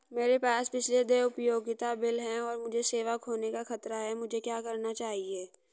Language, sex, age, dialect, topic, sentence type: Hindi, female, 46-50, Hindustani Malvi Khadi Boli, banking, question